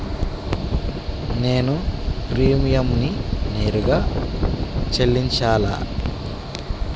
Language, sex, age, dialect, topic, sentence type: Telugu, male, 31-35, Telangana, banking, question